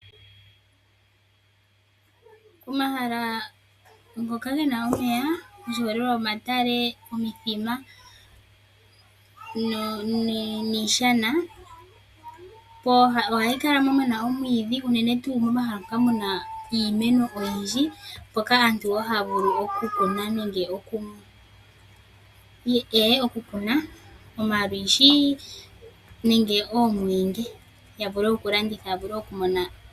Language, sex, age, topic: Oshiwambo, female, 18-24, agriculture